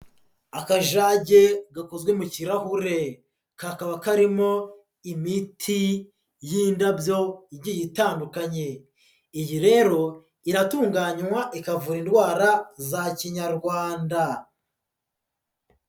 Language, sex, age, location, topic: Kinyarwanda, male, 25-35, Huye, health